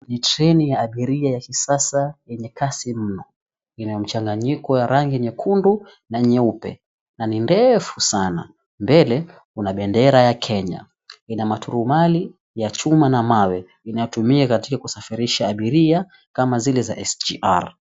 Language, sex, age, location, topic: Swahili, male, 18-24, Mombasa, government